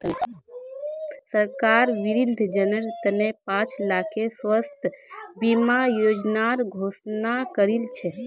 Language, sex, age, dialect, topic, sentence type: Magahi, female, 18-24, Northeastern/Surjapuri, banking, statement